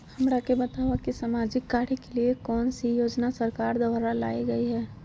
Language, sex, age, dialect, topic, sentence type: Magahi, female, 31-35, Southern, banking, question